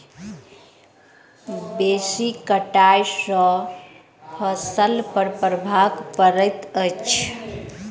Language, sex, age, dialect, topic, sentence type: Maithili, female, 25-30, Southern/Standard, agriculture, statement